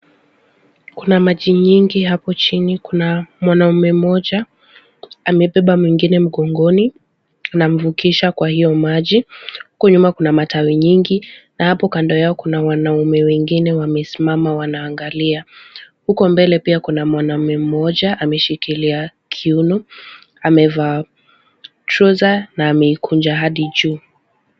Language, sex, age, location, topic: Swahili, female, 18-24, Kisumu, health